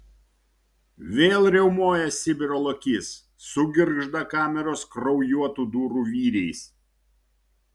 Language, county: Lithuanian, Šiauliai